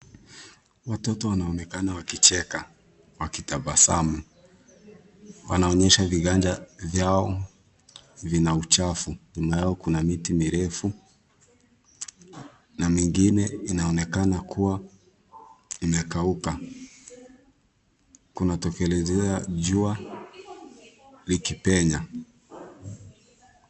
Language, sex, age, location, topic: Swahili, male, 18-24, Kisumu, health